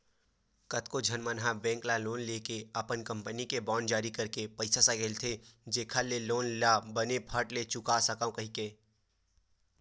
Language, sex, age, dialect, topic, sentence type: Chhattisgarhi, male, 18-24, Western/Budati/Khatahi, banking, statement